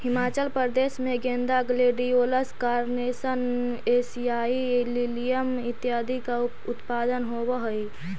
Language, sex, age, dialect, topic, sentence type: Magahi, female, 25-30, Central/Standard, agriculture, statement